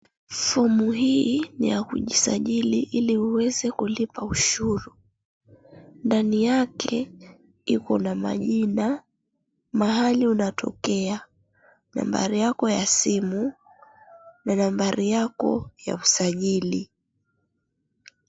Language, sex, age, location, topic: Swahili, female, 25-35, Mombasa, finance